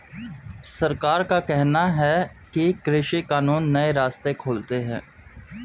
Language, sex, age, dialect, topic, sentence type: Hindi, male, 25-30, Hindustani Malvi Khadi Boli, agriculture, statement